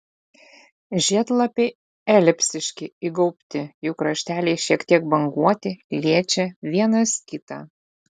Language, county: Lithuanian, Utena